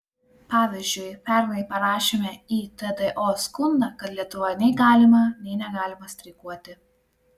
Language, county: Lithuanian, Klaipėda